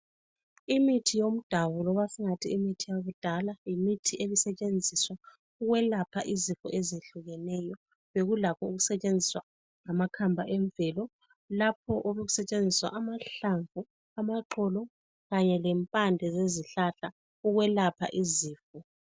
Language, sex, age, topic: North Ndebele, female, 36-49, health